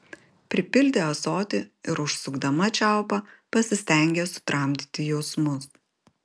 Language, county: Lithuanian, Vilnius